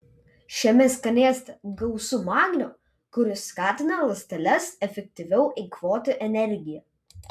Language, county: Lithuanian, Vilnius